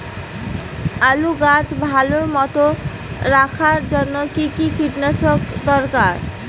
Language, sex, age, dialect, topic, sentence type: Bengali, female, 18-24, Rajbangshi, agriculture, question